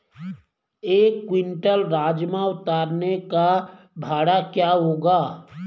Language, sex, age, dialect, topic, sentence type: Hindi, male, 41-45, Garhwali, agriculture, question